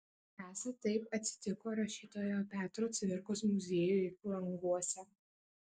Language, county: Lithuanian, Kaunas